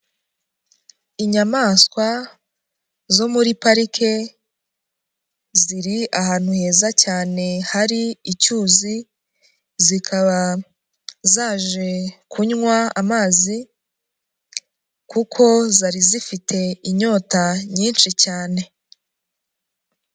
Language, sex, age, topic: Kinyarwanda, female, 25-35, agriculture